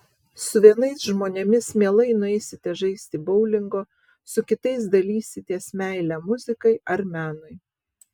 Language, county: Lithuanian, Vilnius